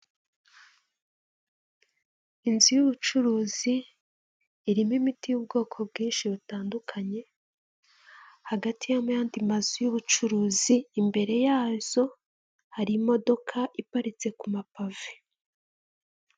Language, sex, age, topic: Kinyarwanda, female, 25-35, health